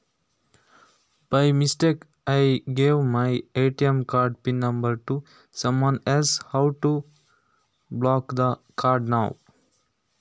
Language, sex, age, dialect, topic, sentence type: Kannada, male, 18-24, Coastal/Dakshin, banking, question